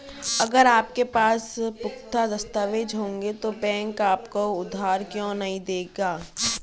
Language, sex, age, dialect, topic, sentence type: Hindi, female, 18-24, Marwari Dhudhari, banking, statement